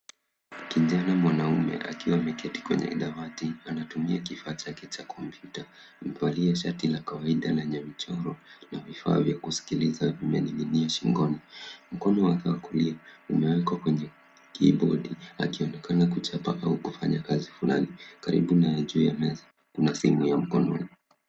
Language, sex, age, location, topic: Swahili, male, 25-35, Nairobi, education